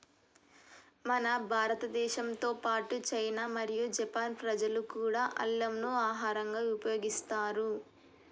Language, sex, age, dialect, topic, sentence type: Telugu, female, 18-24, Telangana, agriculture, statement